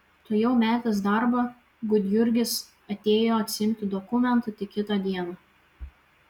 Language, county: Lithuanian, Vilnius